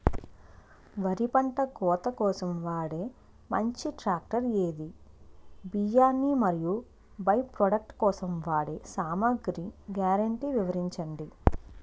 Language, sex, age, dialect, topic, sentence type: Telugu, female, 25-30, Utterandhra, agriculture, question